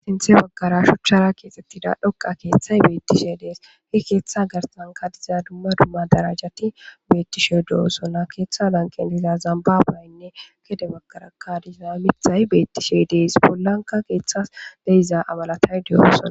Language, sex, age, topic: Gamo, male, 18-24, government